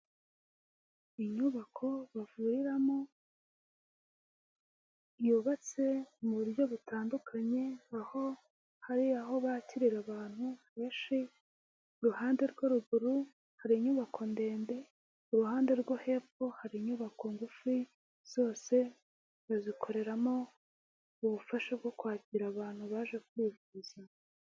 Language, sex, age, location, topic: Kinyarwanda, female, 18-24, Huye, health